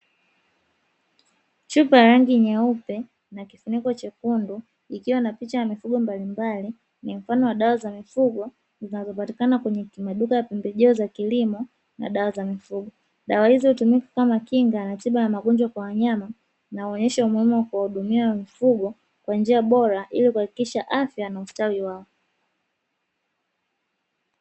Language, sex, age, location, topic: Swahili, female, 18-24, Dar es Salaam, agriculture